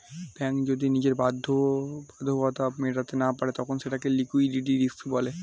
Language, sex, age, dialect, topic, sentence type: Bengali, male, 18-24, Standard Colloquial, banking, statement